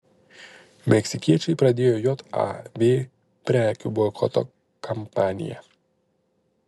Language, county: Lithuanian, Panevėžys